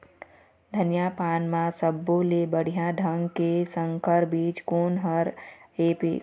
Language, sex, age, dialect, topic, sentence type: Chhattisgarhi, female, 25-30, Eastern, agriculture, question